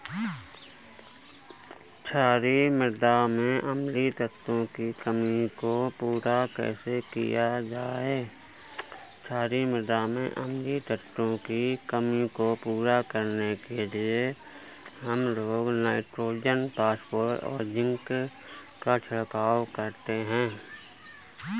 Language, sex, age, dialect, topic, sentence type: Hindi, male, 31-35, Awadhi Bundeli, agriculture, question